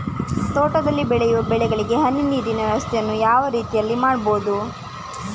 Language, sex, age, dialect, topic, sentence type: Kannada, female, 31-35, Coastal/Dakshin, agriculture, question